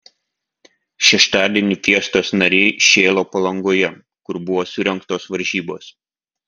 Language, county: Lithuanian, Vilnius